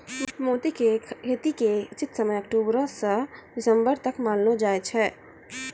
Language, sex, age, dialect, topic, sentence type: Maithili, female, 18-24, Angika, agriculture, statement